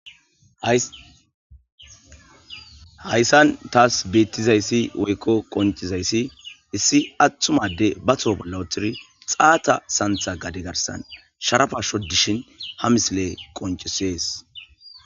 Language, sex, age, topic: Gamo, male, 25-35, agriculture